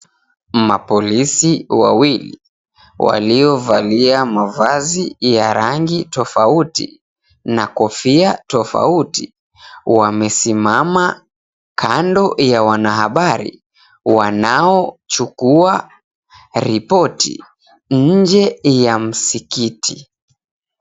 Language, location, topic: Swahili, Mombasa, government